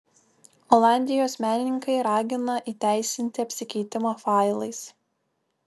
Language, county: Lithuanian, Kaunas